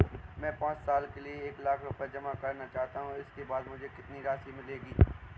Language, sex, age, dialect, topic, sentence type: Hindi, male, 18-24, Awadhi Bundeli, banking, question